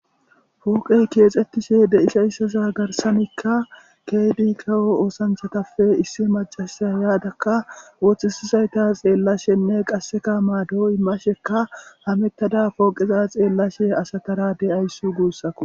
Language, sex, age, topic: Gamo, male, 18-24, government